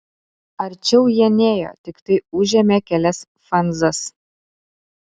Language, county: Lithuanian, Utena